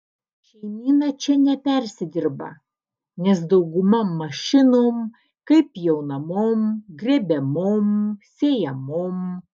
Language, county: Lithuanian, Alytus